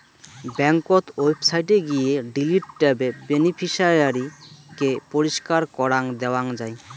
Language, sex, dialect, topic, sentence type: Bengali, male, Rajbangshi, banking, statement